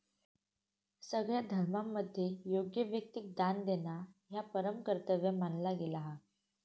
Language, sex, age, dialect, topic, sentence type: Marathi, female, 18-24, Southern Konkan, banking, statement